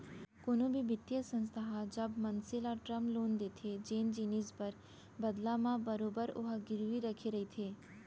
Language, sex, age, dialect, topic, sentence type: Chhattisgarhi, female, 18-24, Central, banking, statement